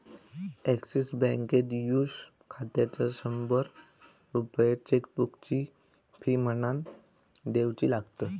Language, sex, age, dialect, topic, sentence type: Marathi, male, 18-24, Southern Konkan, banking, statement